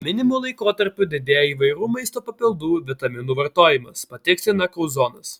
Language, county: Lithuanian, Alytus